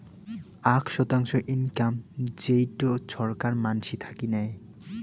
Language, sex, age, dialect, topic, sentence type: Bengali, male, 18-24, Rajbangshi, banking, statement